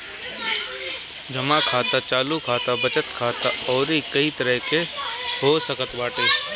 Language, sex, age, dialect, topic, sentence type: Bhojpuri, male, 18-24, Northern, banking, statement